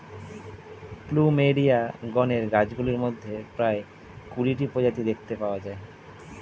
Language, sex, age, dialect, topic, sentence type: Bengali, male, 31-35, Standard Colloquial, agriculture, statement